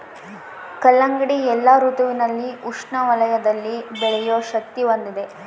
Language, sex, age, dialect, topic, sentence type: Kannada, female, 18-24, Central, agriculture, statement